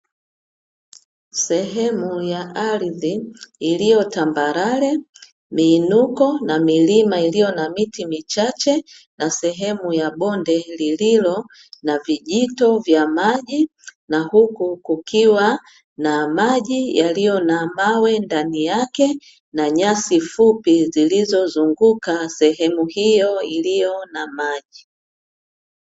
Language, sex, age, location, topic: Swahili, female, 50+, Dar es Salaam, agriculture